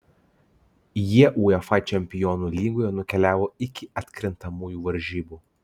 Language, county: Lithuanian, Klaipėda